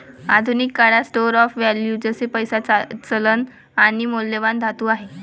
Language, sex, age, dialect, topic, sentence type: Marathi, female, 18-24, Varhadi, banking, statement